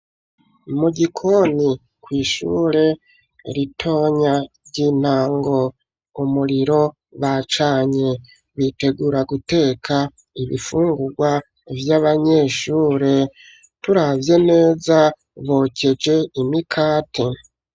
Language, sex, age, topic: Rundi, male, 36-49, education